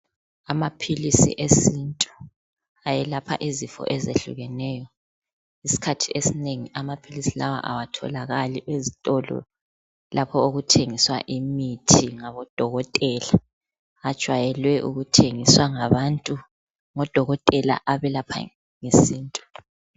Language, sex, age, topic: North Ndebele, female, 25-35, health